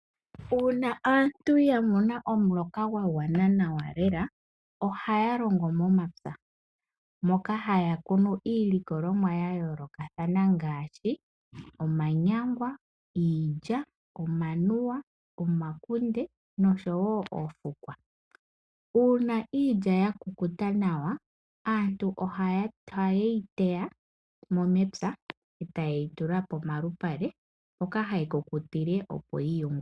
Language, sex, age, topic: Oshiwambo, female, 18-24, agriculture